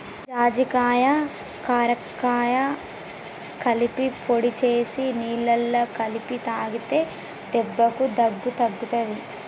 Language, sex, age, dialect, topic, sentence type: Telugu, female, 18-24, Telangana, agriculture, statement